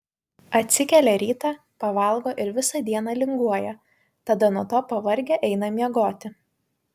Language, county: Lithuanian, Vilnius